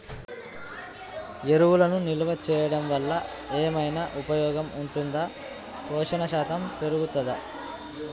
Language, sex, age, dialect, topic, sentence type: Telugu, male, 18-24, Telangana, agriculture, question